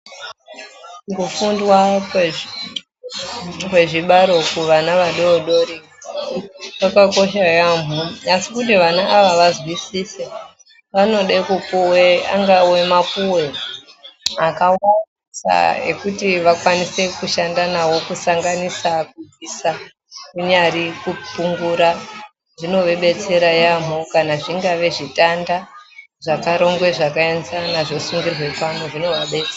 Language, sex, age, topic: Ndau, female, 36-49, education